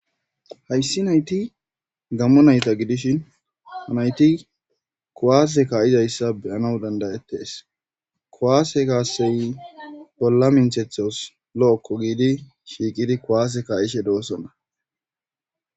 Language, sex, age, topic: Gamo, male, 25-35, government